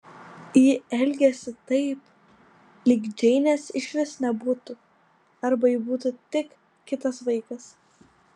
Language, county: Lithuanian, Kaunas